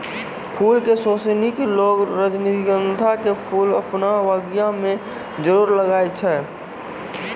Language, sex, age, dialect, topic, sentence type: Maithili, male, 18-24, Angika, agriculture, statement